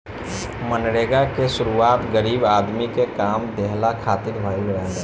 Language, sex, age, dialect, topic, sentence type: Bhojpuri, male, 18-24, Northern, banking, statement